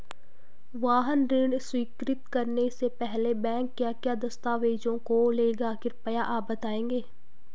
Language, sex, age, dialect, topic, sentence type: Hindi, female, 25-30, Garhwali, banking, question